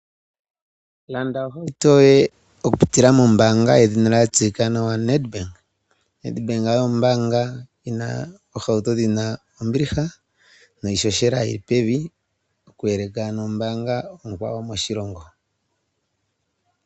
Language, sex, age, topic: Oshiwambo, male, 36-49, finance